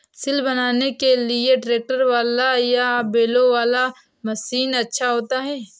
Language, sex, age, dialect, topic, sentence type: Hindi, female, 18-24, Awadhi Bundeli, agriculture, question